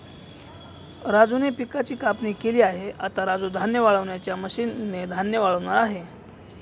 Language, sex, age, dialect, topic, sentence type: Marathi, male, 25-30, Northern Konkan, agriculture, statement